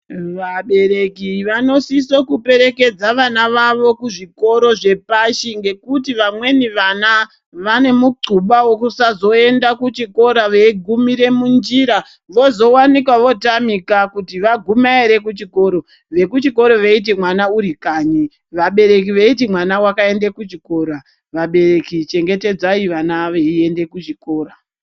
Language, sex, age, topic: Ndau, male, 50+, education